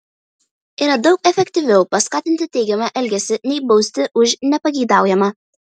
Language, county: Lithuanian, Vilnius